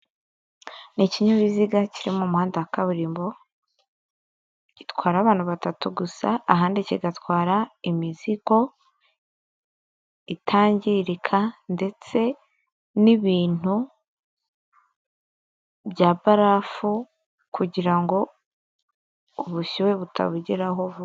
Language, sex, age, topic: Kinyarwanda, female, 25-35, government